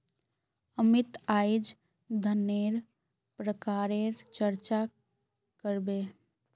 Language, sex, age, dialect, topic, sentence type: Magahi, female, 18-24, Northeastern/Surjapuri, banking, statement